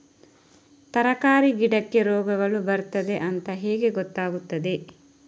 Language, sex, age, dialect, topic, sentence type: Kannada, female, 31-35, Coastal/Dakshin, agriculture, question